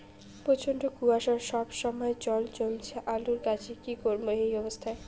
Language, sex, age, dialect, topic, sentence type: Bengali, female, 18-24, Rajbangshi, agriculture, question